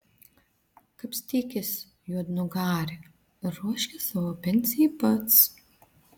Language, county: Lithuanian, Vilnius